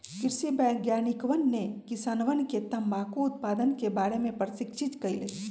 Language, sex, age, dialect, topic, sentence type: Magahi, female, 41-45, Western, agriculture, statement